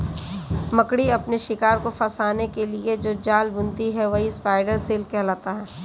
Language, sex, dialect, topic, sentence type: Hindi, female, Kanauji Braj Bhasha, agriculture, statement